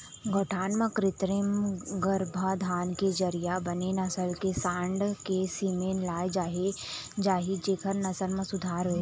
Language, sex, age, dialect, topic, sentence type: Chhattisgarhi, female, 18-24, Eastern, agriculture, statement